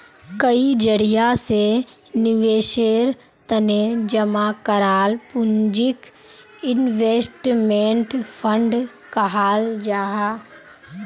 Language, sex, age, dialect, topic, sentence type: Magahi, female, 18-24, Northeastern/Surjapuri, banking, statement